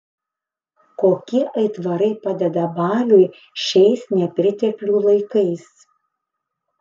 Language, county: Lithuanian, Panevėžys